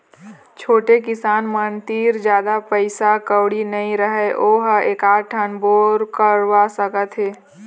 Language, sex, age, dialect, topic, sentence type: Chhattisgarhi, female, 18-24, Eastern, agriculture, statement